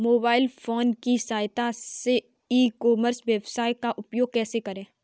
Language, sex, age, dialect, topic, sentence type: Hindi, female, 25-30, Kanauji Braj Bhasha, agriculture, question